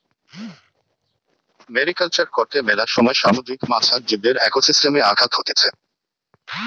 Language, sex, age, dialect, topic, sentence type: Bengali, male, 18-24, Western, agriculture, statement